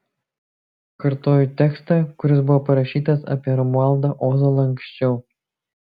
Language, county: Lithuanian, Kaunas